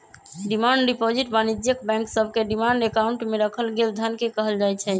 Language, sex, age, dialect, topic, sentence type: Magahi, male, 25-30, Western, banking, statement